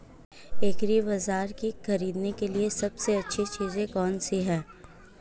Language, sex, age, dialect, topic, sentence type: Hindi, female, 18-24, Marwari Dhudhari, agriculture, question